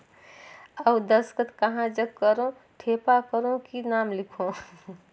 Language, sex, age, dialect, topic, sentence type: Chhattisgarhi, female, 36-40, Northern/Bhandar, banking, question